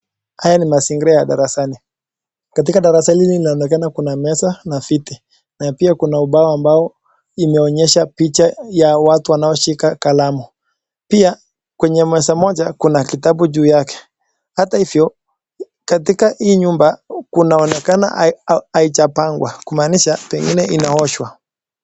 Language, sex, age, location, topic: Swahili, male, 18-24, Nakuru, education